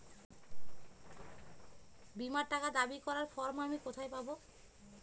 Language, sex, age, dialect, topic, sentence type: Bengali, female, 36-40, Rajbangshi, banking, question